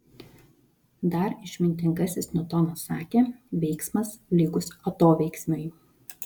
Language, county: Lithuanian, Vilnius